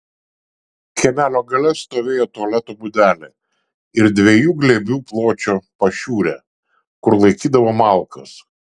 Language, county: Lithuanian, Šiauliai